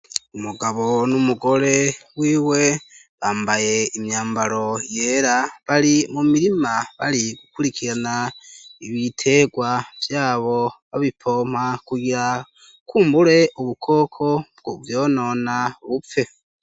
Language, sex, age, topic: Rundi, male, 18-24, education